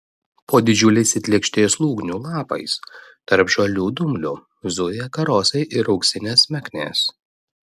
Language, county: Lithuanian, Vilnius